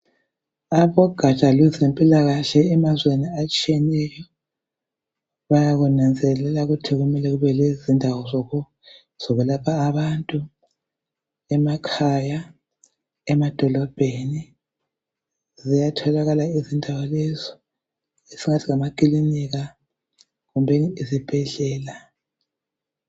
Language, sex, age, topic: North Ndebele, female, 50+, health